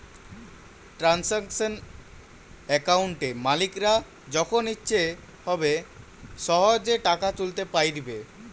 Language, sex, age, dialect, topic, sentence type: Bengali, male, <18, Western, banking, statement